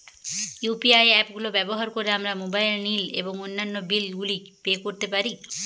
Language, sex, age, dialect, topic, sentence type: Bengali, female, 25-30, Jharkhandi, banking, statement